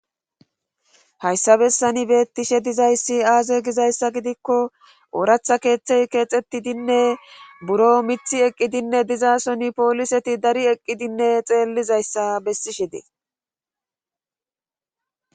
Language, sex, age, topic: Gamo, female, 36-49, government